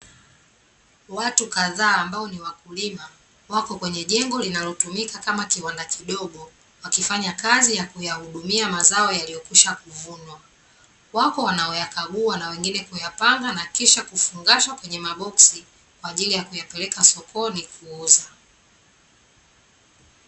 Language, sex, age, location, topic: Swahili, female, 25-35, Dar es Salaam, agriculture